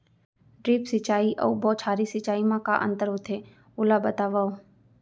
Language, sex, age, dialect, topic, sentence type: Chhattisgarhi, female, 25-30, Central, agriculture, question